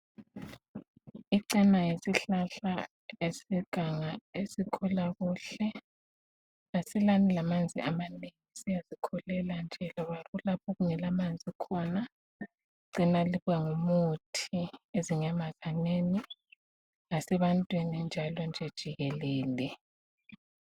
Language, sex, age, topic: North Ndebele, female, 25-35, health